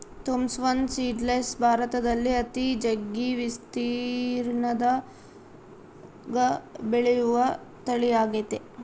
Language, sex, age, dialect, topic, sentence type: Kannada, female, 18-24, Central, agriculture, statement